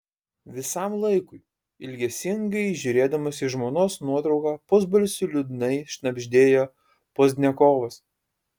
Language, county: Lithuanian, Kaunas